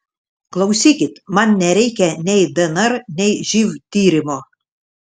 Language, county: Lithuanian, Šiauliai